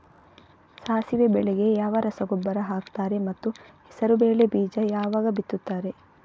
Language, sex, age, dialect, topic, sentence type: Kannada, female, 25-30, Coastal/Dakshin, agriculture, question